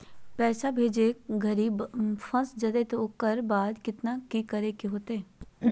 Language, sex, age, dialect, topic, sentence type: Magahi, female, 31-35, Southern, banking, question